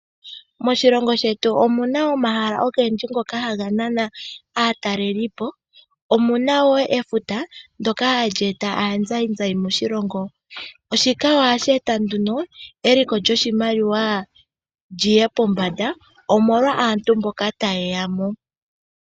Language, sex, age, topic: Oshiwambo, female, 25-35, agriculture